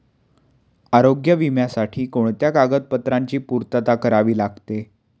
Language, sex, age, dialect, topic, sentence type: Marathi, male, 18-24, Standard Marathi, banking, question